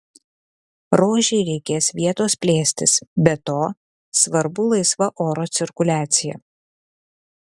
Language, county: Lithuanian, Kaunas